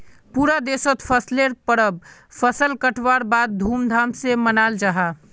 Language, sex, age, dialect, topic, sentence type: Magahi, male, 18-24, Northeastern/Surjapuri, agriculture, statement